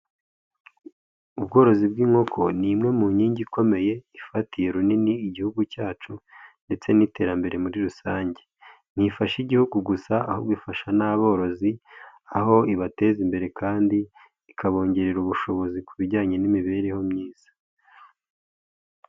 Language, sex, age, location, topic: Kinyarwanda, male, 18-24, Nyagatare, agriculture